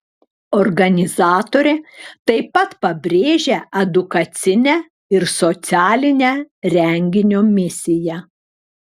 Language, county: Lithuanian, Klaipėda